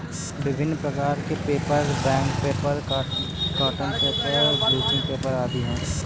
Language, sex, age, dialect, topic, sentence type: Hindi, male, 18-24, Kanauji Braj Bhasha, agriculture, statement